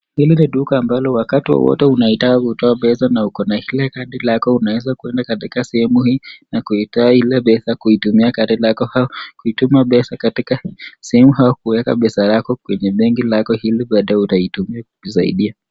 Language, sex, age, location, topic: Swahili, male, 25-35, Nakuru, finance